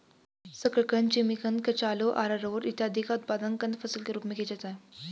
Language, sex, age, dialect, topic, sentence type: Hindi, female, 18-24, Garhwali, agriculture, statement